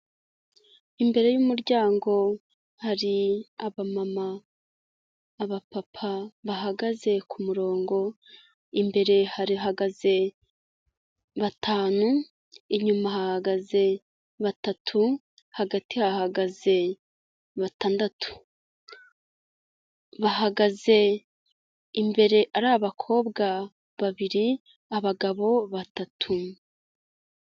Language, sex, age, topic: Kinyarwanda, female, 25-35, health